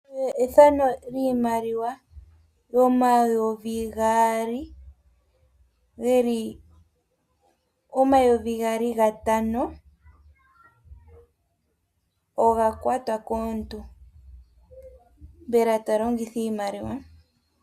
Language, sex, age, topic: Oshiwambo, female, 18-24, finance